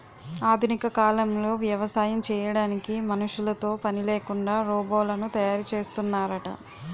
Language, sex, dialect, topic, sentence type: Telugu, female, Utterandhra, agriculture, statement